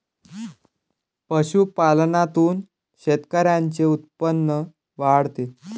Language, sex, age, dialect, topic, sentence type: Marathi, male, 18-24, Varhadi, agriculture, statement